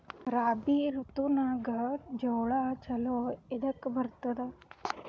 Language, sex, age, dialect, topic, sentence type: Kannada, female, 18-24, Northeastern, agriculture, question